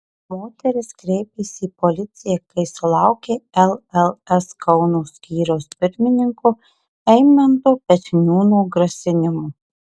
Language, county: Lithuanian, Marijampolė